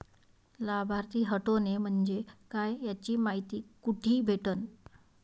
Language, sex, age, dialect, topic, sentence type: Marathi, female, 31-35, Varhadi, banking, question